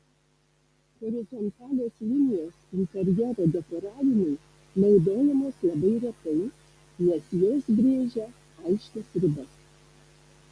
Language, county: Lithuanian, Alytus